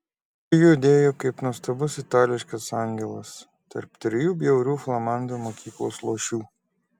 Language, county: Lithuanian, Klaipėda